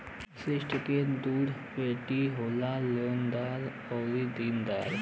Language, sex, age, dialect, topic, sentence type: Bhojpuri, male, 18-24, Western, banking, statement